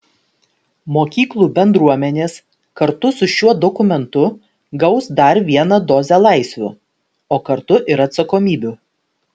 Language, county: Lithuanian, Vilnius